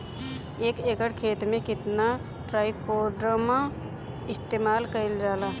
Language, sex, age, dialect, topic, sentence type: Bhojpuri, female, 25-30, Northern, agriculture, question